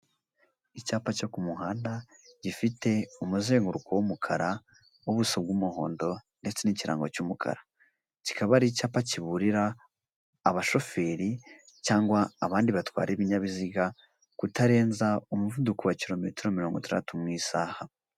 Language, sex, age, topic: Kinyarwanda, male, 18-24, government